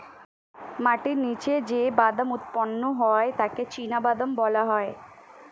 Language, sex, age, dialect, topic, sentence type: Bengali, female, 18-24, Standard Colloquial, agriculture, statement